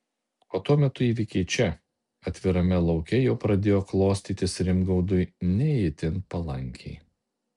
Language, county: Lithuanian, Alytus